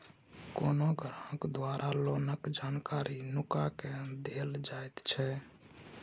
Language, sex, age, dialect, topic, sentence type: Maithili, male, 18-24, Bajjika, banking, statement